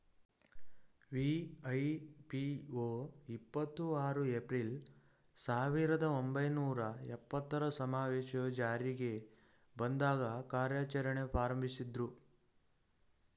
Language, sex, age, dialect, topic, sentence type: Kannada, male, 41-45, Mysore Kannada, banking, statement